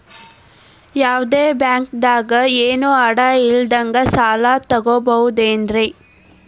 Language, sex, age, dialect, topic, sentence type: Kannada, female, 18-24, Dharwad Kannada, banking, question